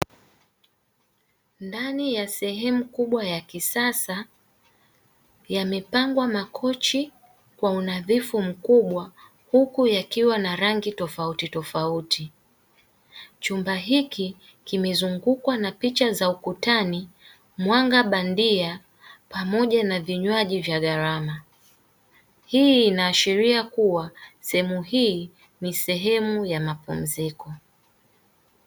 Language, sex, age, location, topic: Swahili, female, 18-24, Dar es Salaam, finance